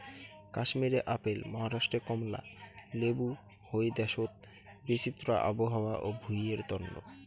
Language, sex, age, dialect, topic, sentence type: Bengali, male, 18-24, Rajbangshi, agriculture, statement